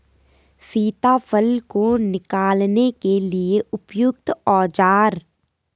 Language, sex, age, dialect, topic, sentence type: Hindi, female, 18-24, Garhwali, agriculture, question